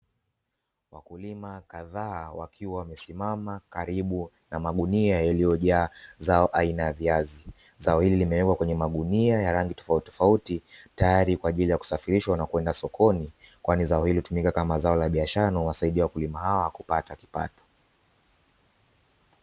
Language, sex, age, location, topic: Swahili, male, 25-35, Dar es Salaam, agriculture